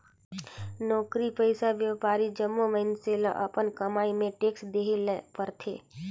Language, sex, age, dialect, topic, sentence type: Chhattisgarhi, female, 25-30, Northern/Bhandar, banking, statement